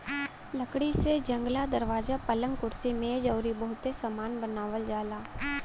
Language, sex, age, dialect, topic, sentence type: Bhojpuri, female, 18-24, Western, agriculture, statement